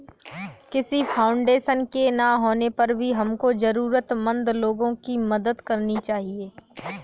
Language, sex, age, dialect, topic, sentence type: Hindi, female, 18-24, Kanauji Braj Bhasha, banking, statement